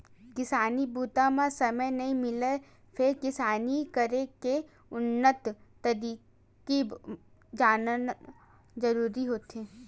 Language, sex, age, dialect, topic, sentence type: Chhattisgarhi, female, 18-24, Western/Budati/Khatahi, agriculture, statement